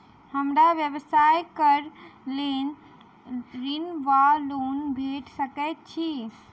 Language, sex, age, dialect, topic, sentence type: Maithili, female, 18-24, Southern/Standard, banking, question